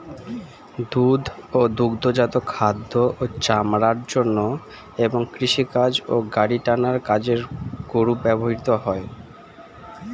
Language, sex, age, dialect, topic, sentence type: Bengali, male, 25-30, Standard Colloquial, agriculture, statement